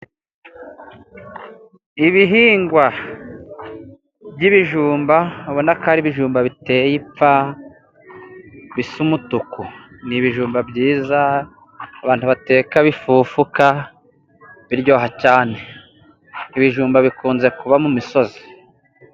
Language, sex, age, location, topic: Kinyarwanda, male, 18-24, Musanze, agriculture